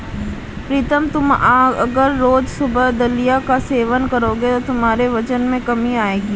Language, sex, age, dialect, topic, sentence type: Hindi, female, 18-24, Marwari Dhudhari, agriculture, statement